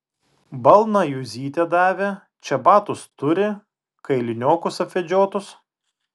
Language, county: Lithuanian, Vilnius